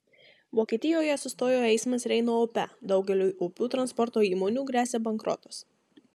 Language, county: Lithuanian, Marijampolė